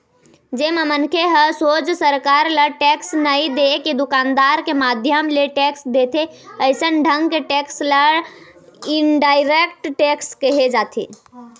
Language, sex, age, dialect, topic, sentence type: Chhattisgarhi, female, 18-24, Eastern, banking, statement